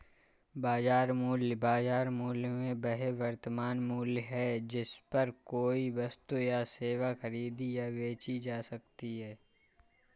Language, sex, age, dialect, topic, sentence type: Hindi, male, 36-40, Awadhi Bundeli, agriculture, statement